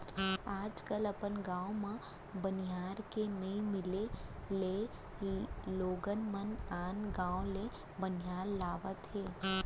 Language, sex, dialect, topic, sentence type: Chhattisgarhi, female, Central, agriculture, statement